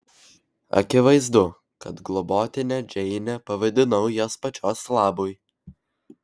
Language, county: Lithuanian, Vilnius